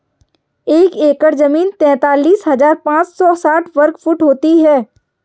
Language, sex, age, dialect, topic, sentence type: Hindi, female, 51-55, Kanauji Braj Bhasha, agriculture, statement